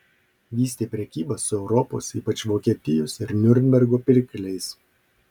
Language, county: Lithuanian, Marijampolė